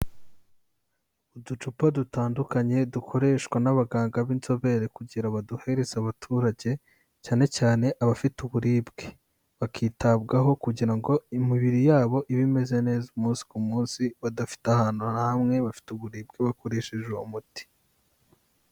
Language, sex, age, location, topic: Kinyarwanda, male, 18-24, Kigali, health